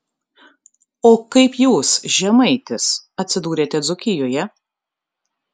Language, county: Lithuanian, Kaunas